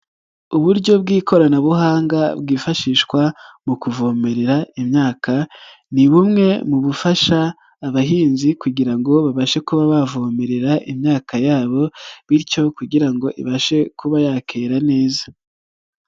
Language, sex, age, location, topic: Kinyarwanda, male, 36-49, Nyagatare, agriculture